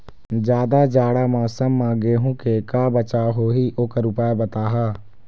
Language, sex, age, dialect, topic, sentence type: Chhattisgarhi, male, 25-30, Eastern, agriculture, question